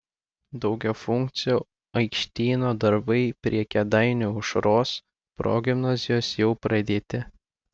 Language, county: Lithuanian, Klaipėda